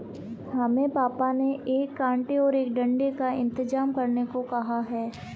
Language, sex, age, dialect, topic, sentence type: Hindi, female, 25-30, Marwari Dhudhari, agriculture, statement